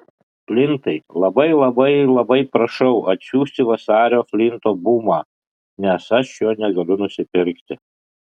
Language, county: Lithuanian, Kaunas